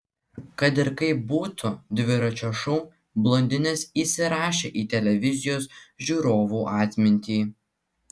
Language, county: Lithuanian, Klaipėda